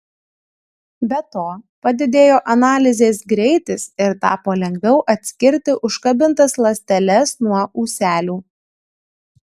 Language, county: Lithuanian, Kaunas